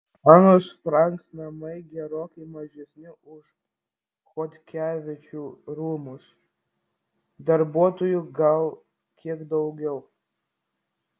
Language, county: Lithuanian, Vilnius